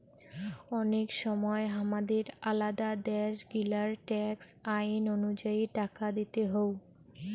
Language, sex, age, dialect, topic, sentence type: Bengali, female, 18-24, Rajbangshi, banking, statement